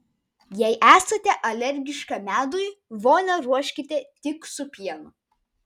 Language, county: Lithuanian, Vilnius